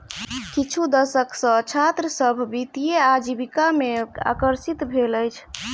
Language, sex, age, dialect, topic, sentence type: Maithili, female, 18-24, Southern/Standard, banking, statement